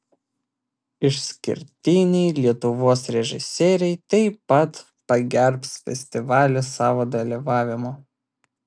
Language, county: Lithuanian, Vilnius